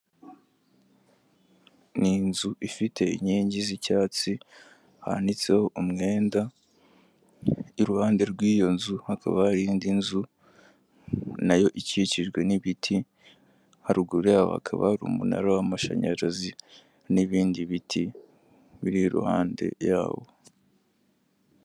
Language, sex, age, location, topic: Kinyarwanda, male, 18-24, Kigali, government